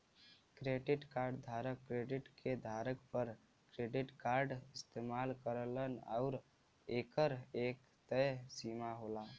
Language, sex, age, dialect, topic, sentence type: Bhojpuri, male, 18-24, Western, banking, statement